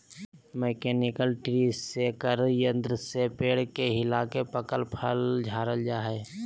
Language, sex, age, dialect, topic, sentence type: Magahi, male, 18-24, Southern, agriculture, statement